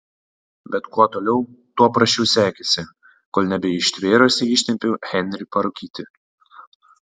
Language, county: Lithuanian, Panevėžys